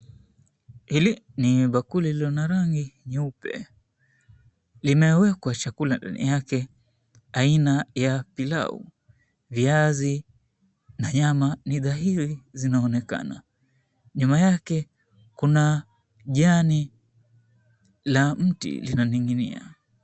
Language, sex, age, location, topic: Swahili, male, 25-35, Mombasa, agriculture